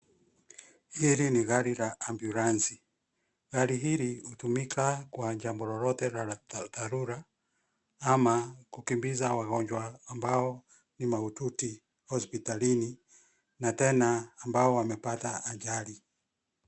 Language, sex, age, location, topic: Swahili, male, 50+, Nairobi, health